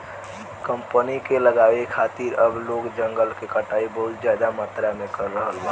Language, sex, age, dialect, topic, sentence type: Bhojpuri, male, <18, Southern / Standard, agriculture, statement